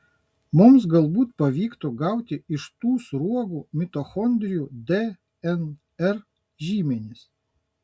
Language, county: Lithuanian, Kaunas